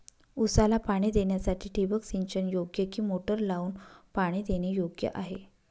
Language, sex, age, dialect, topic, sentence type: Marathi, female, 31-35, Northern Konkan, agriculture, question